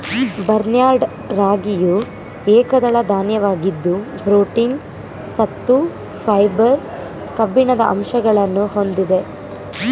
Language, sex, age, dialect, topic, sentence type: Kannada, female, 18-24, Mysore Kannada, agriculture, statement